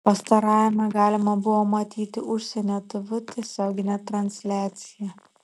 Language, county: Lithuanian, Šiauliai